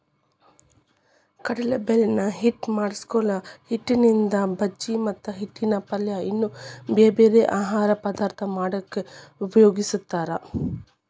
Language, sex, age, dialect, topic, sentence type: Kannada, female, 25-30, Dharwad Kannada, agriculture, statement